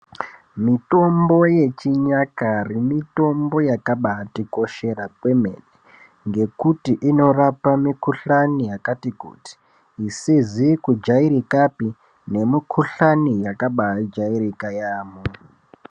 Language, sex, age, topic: Ndau, male, 18-24, health